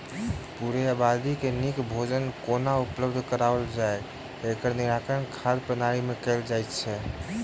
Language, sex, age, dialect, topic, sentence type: Maithili, male, 36-40, Southern/Standard, agriculture, statement